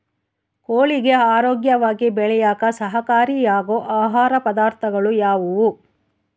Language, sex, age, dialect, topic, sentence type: Kannada, female, 56-60, Central, agriculture, question